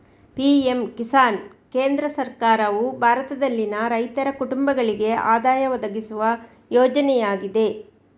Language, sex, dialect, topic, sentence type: Kannada, female, Coastal/Dakshin, agriculture, statement